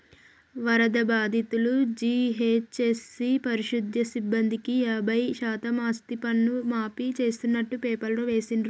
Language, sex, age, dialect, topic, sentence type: Telugu, female, 41-45, Telangana, banking, statement